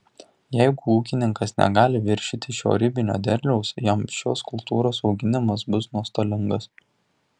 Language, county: Lithuanian, Tauragė